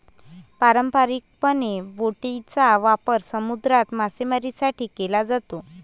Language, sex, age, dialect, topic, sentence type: Marathi, male, 18-24, Varhadi, agriculture, statement